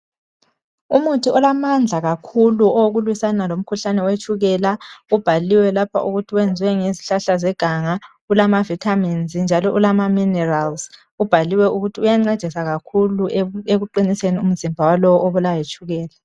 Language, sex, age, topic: North Ndebele, male, 25-35, health